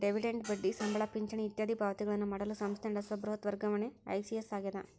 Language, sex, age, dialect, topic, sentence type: Kannada, female, 56-60, Central, banking, statement